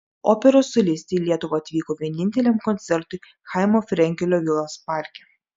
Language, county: Lithuanian, Klaipėda